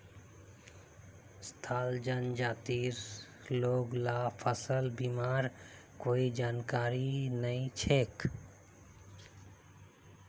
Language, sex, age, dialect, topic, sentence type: Magahi, male, 25-30, Northeastern/Surjapuri, banking, statement